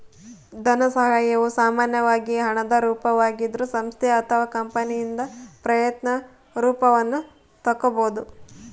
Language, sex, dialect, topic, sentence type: Kannada, female, Central, banking, statement